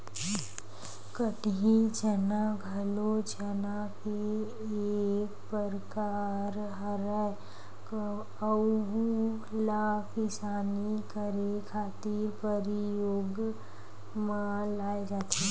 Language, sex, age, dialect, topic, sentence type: Chhattisgarhi, female, 18-24, Western/Budati/Khatahi, agriculture, statement